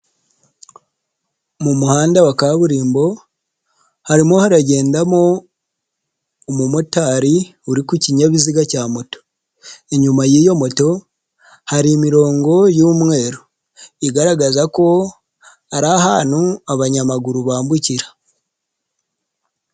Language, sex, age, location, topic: Kinyarwanda, male, 25-35, Nyagatare, finance